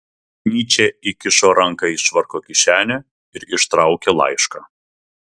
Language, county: Lithuanian, Vilnius